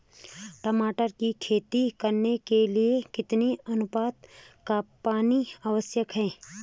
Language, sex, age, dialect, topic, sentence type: Hindi, female, 36-40, Garhwali, agriculture, question